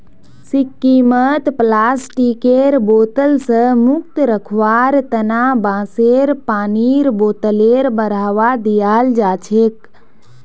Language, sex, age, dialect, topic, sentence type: Magahi, female, 18-24, Northeastern/Surjapuri, agriculture, statement